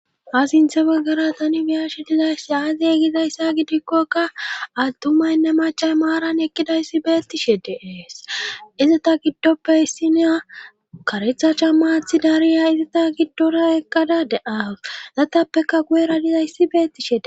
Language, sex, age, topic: Gamo, female, 25-35, government